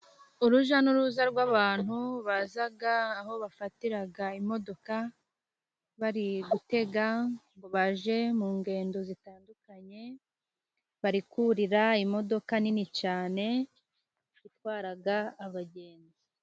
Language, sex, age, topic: Kinyarwanda, female, 25-35, government